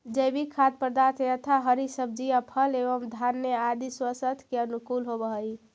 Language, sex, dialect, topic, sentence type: Magahi, female, Central/Standard, agriculture, statement